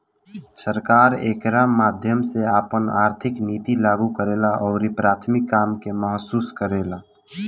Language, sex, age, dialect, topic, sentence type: Bhojpuri, male, <18, Southern / Standard, banking, statement